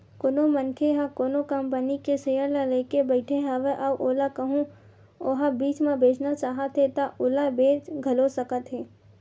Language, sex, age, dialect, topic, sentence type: Chhattisgarhi, female, 18-24, Western/Budati/Khatahi, banking, statement